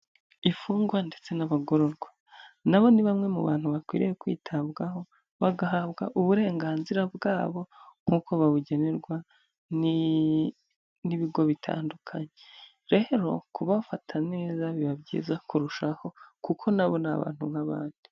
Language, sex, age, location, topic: Kinyarwanda, female, 25-35, Huye, government